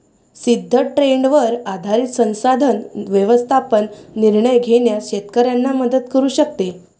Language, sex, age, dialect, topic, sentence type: Marathi, female, 18-24, Varhadi, agriculture, statement